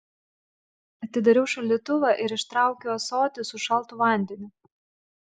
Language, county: Lithuanian, Klaipėda